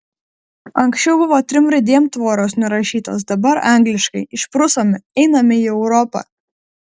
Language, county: Lithuanian, Vilnius